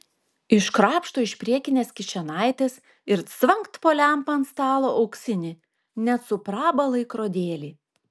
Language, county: Lithuanian, Klaipėda